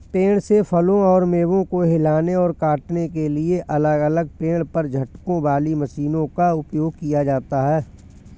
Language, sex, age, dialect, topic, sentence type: Hindi, male, 41-45, Awadhi Bundeli, agriculture, statement